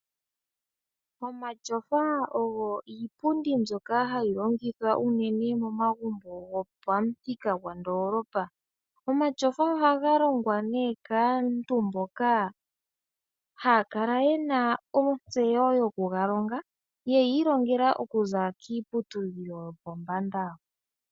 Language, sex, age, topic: Oshiwambo, male, 25-35, finance